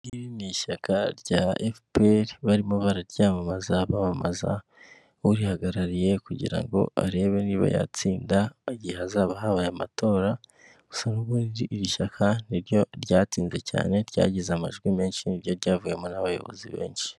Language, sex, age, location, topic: Kinyarwanda, male, 25-35, Kigali, government